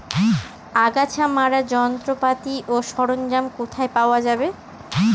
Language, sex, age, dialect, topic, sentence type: Bengali, female, 31-35, Northern/Varendri, agriculture, question